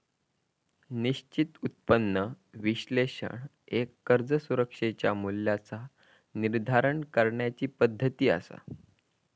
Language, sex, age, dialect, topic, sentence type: Marathi, female, 41-45, Southern Konkan, banking, statement